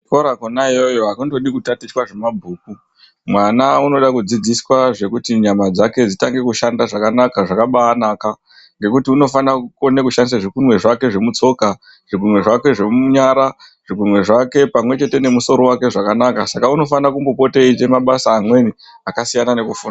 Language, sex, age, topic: Ndau, female, 36-49, education